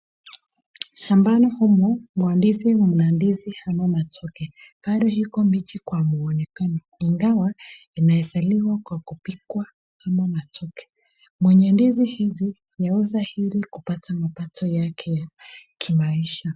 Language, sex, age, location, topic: Swahili, female, 25-35, Nakuru, agriculture